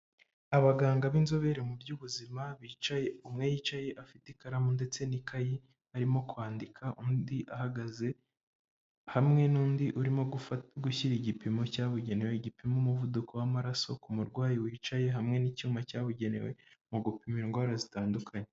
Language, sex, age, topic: Kinyarwanda, female, 25-35, health